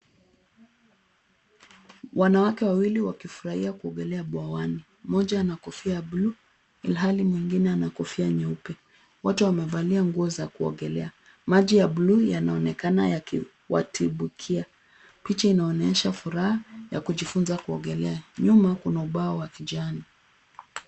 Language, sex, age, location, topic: Swahili, female, 25-35, Nairobi, education